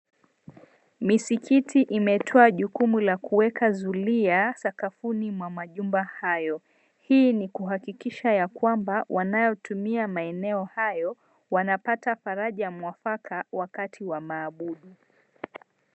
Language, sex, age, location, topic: Swahili, female, 25-35, Mombasa, government